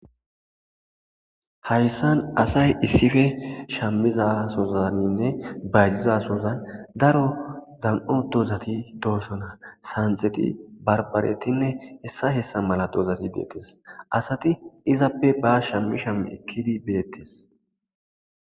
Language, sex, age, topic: Gamo, male, 25-35, agriculture